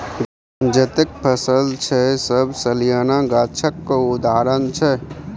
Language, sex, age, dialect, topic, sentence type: Maithili, male, 25-30, Bajjika, agriculture, statement